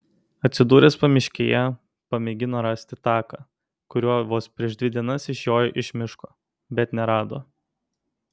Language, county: Lithuanian, Kaunas